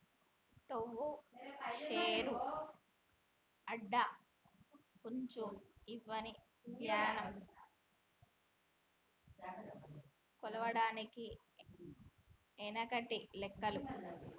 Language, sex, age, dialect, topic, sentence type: Telugu, female, 18-24, Telangana, agriculture, statement